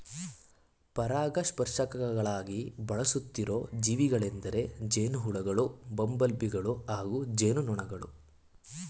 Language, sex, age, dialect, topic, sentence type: Kannada, male, 18-24, Mysore Kannada, agriculture, statement